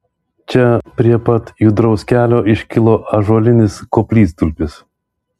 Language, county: Lithuanian, Vilnius